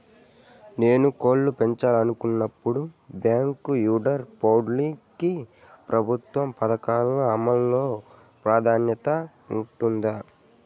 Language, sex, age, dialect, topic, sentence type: Telugu, male, 18-24, Southern, agriculture, question